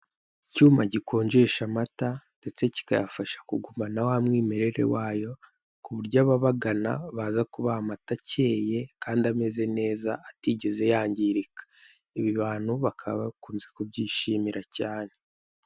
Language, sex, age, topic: Kinyarwanda, male, 18-24, finance